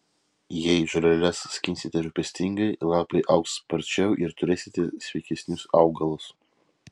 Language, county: Lithuanian, Vilnius